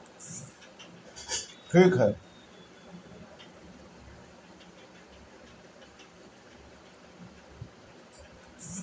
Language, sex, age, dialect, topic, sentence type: Bhojpuri, male, 51-55, Northern, agriculture, statement